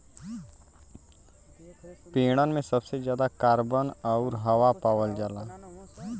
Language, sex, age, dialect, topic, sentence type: Bhojpuri, male, 18-24, Western, agriculture, statement